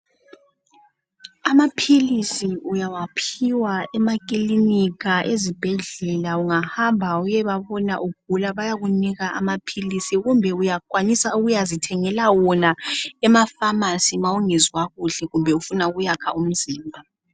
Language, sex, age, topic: North Ndebele, female, 18-24, health